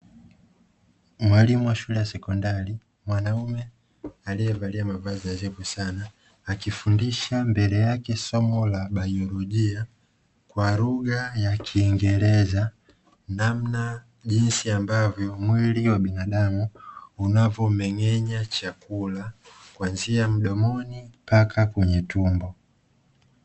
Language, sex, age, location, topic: Swahili, male, 25-35, Dar es Salaam, education